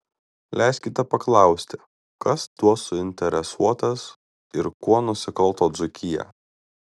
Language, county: Lithuanian, Vilnius